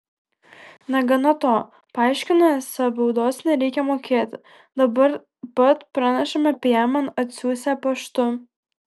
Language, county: Lithuanian, Kaunas